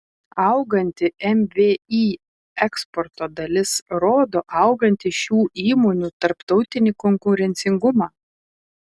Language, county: Lithuanian, Telšiai